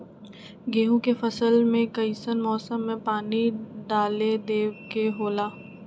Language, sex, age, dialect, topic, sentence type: Magahi, female, 25-30, Western, agriculture, question